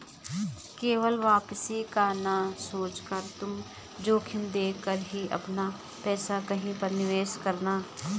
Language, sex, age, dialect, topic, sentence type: Hindi, female, 36-40, Garhwali, banking, statement